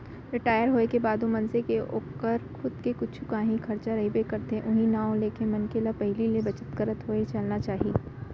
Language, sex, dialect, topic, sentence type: Chhattisgarhi, female, Central, banking, statement